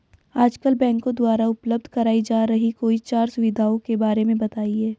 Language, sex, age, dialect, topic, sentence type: Hindi, female, 18-24, Hindustani Malvi Khadi Boli, banking, question